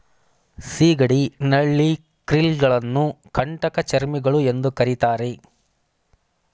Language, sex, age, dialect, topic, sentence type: Kannada, male, 25-30, Mysore Kannada, agriculture, statement